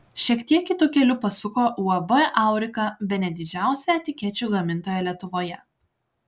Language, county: Lithuanian, Klaipėda